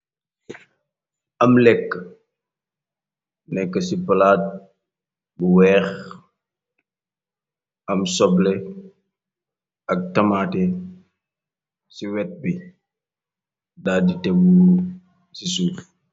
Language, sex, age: Wolof, male, 25-35